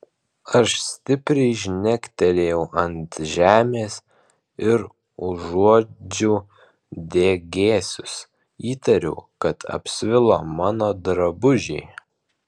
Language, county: Lithuanian, Alytus